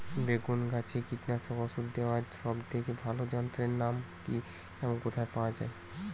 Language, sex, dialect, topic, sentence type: Bengali, male, Western, agriculture, question